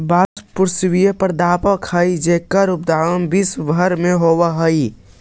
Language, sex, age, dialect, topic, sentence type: Magahi, male, 25-30, Central/Standard, banking, statement